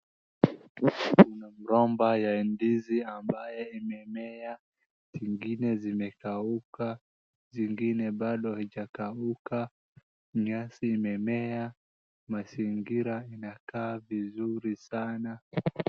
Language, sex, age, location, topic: Swahili, male, 18-24, Wajir, agriculture